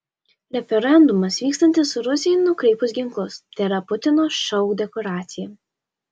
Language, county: Lithuanian, Alytus